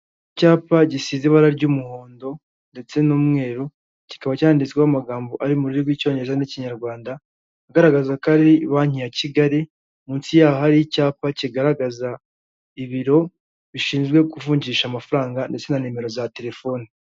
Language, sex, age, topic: Kinyarwanda, male, 18-24, finance